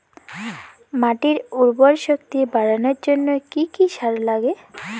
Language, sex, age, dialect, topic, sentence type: Bengali, female, 18-24, Rajbangshi, agriculture, question